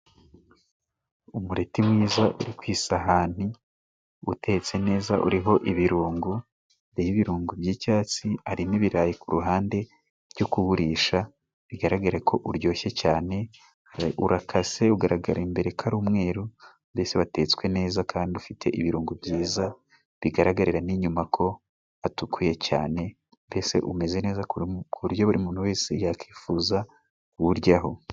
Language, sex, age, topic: Kinyarwanda, male, 18-24, agriculture